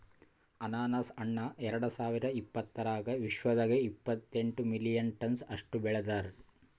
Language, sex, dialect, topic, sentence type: Kannada, male, Northeastern, agriculture, statement